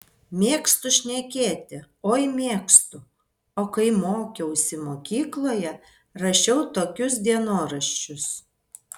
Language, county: Lithuanian, Vilnius